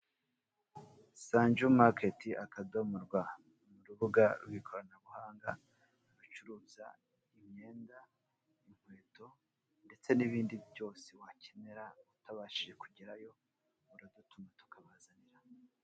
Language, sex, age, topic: Kinyarwanda, male, 36-49, finance